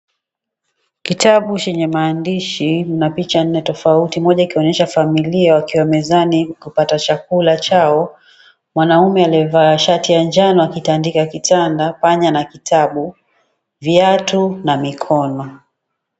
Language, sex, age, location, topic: Swahili, female, 36-49, Mombasa, education